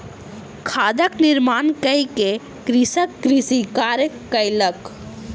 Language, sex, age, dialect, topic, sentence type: Maithili, female, 25-30, Southern/Standard, agriculture, statement